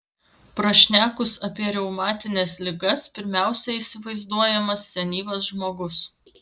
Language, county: Lithuanian, Vilnius